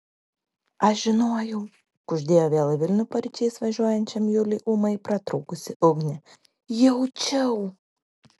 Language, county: Lithuanian, Klaipėda